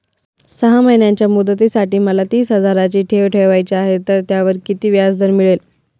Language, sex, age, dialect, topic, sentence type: Marathi, female, 18-24, Northern Konkan, banking, question